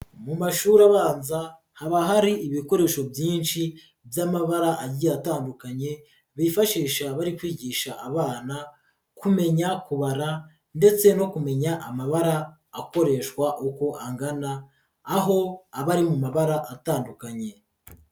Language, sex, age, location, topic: Kinyarwanda, female, 36-49, Nyagatare, education